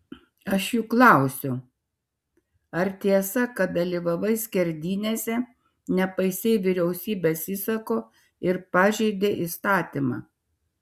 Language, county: Lithuanian, Šiauliai